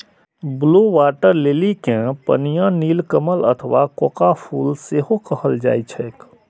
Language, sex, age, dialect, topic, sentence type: Maithili, male, 41-45, Eastern / Thethi, agriculture, statement